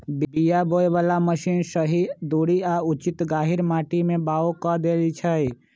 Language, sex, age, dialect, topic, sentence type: Magahi, male, 25-30, Western, agriculture, statement